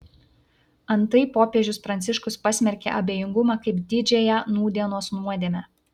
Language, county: Lithuanian, Vilnius